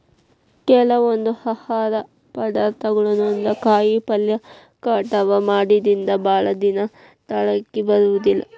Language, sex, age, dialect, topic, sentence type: Kannada, female, 18-24, Dharwad Kannada, agriculture, statement